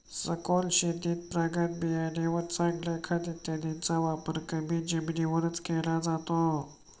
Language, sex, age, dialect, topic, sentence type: Marathi, male, 25-30, Standard Marathi, agriculture, statement